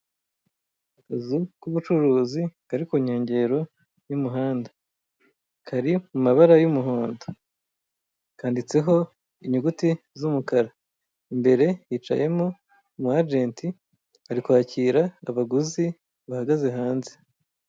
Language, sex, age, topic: Kinyarwanda, female, 25-35, finance